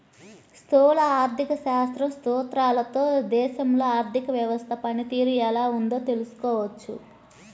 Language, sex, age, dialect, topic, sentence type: Telugu, female, 31-35, Central/Coastal, banking, statement